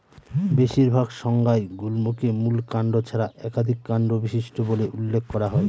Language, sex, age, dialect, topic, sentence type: Bengali, male, 31-35, Northern/Varendri, agriculture, statement